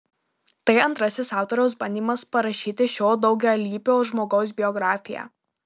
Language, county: Lithuanian, Marijampolė